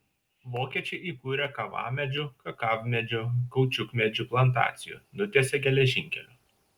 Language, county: Lithuanian, Šiauliai